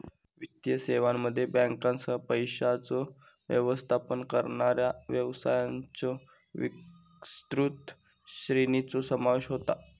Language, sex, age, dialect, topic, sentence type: Marathi, male, 41-45, Southern Konkan, banking, statement